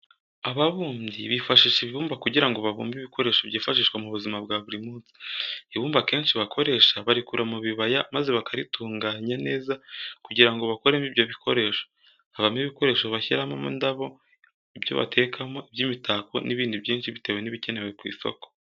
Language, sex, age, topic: Kinyarwanda, male, 18-24, education